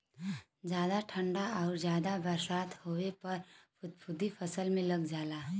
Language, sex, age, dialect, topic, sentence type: Bhojpuri, female, 18-24, Western, agriculture, statement